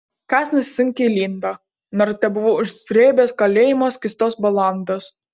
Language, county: Lithuanian, Panevėžys